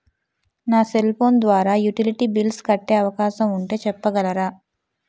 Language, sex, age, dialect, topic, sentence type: Telugu, female, 25-30, Utterandhra, banking, question